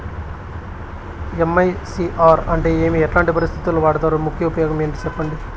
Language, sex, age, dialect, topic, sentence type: Telugu, male, 25-30, Southern, banking, question